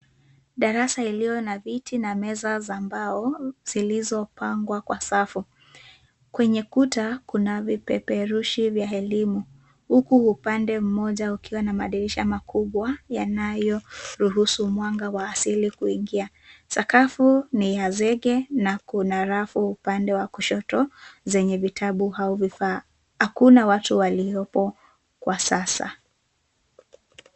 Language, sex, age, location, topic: Swahili, female, 18-24, Nairobi, education